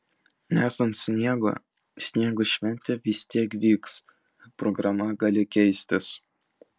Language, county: Lithuanian, Vilnius